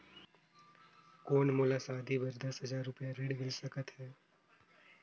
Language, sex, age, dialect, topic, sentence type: Chhattisgarhi, male, 18-24, Northern/Bhandar, banking, question